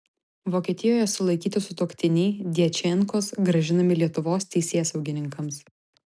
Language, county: Lithuanian, Vilnius